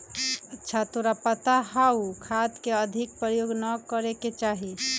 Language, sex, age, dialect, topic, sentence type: Magahi, female, 31-35, Western, agriculture, statement